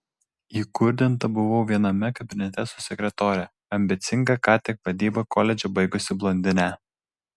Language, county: Lithuanian, Vilnius